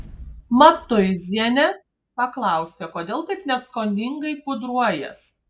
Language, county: Lithuanian, Kaunas